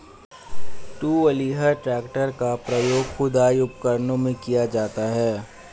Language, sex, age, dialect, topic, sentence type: Hindi, male, 25-30, Hindustani Malvi Khadi Boli, agriculture, statement